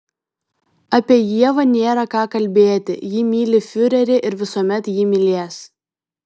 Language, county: Lithuanian, Vilnius